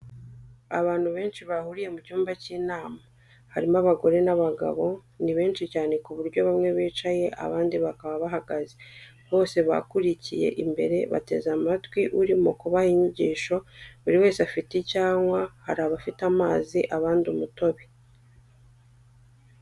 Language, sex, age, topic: Kinyarwanda, female, 25-35, education